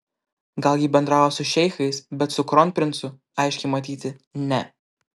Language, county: Lithuanian, Klaipėda